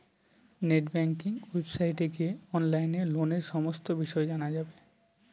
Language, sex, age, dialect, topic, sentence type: Bengali, male, 18-24, Northern/Varendri, banking, statement